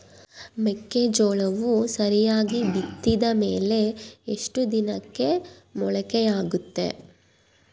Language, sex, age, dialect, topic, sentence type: Kannada, female, 18-24, Central, agriculture, question